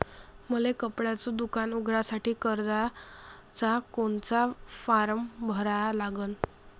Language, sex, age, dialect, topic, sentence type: Marathi, female, 25-30, Varhadi, banking, question